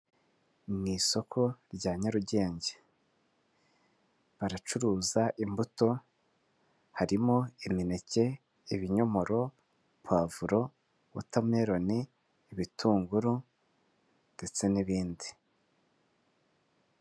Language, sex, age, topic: Kinyarwanda, male, 25-35, finance